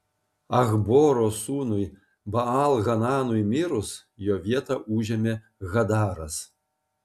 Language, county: Lithuanian, Panevėžys